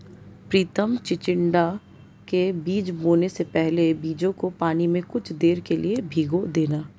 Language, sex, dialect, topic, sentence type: Hindi, female, Marwari Dhudhari, agriculture, statement